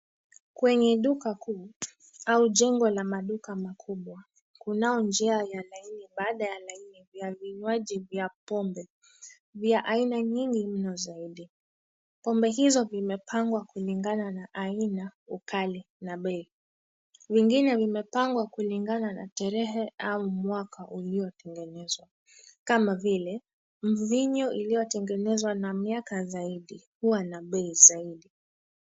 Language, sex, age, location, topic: Swahili, female, 25-35, Nairobi, finance